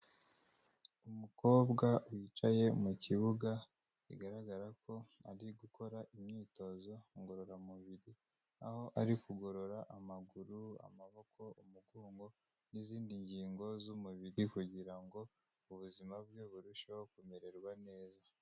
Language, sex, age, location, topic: Kinyarwanda, male, 25-35, Kigali, health